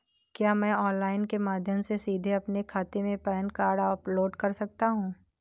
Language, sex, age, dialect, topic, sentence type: Hindi, female, 18-24, Awadhi Bundeli, banking, question